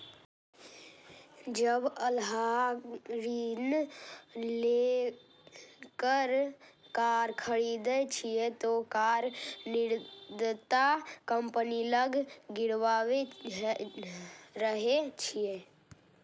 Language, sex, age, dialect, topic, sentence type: Maithili, female, 31-35, Eastern / Thethi, banking, statement